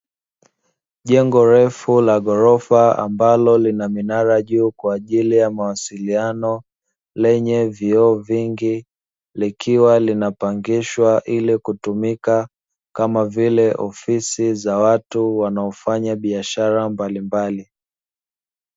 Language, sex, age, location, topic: Swahili, male, 25-35, Dar es Salaam, finance